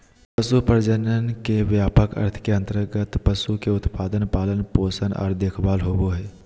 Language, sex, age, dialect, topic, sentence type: Magahi, male, 18-24, Southern, agriculture, statement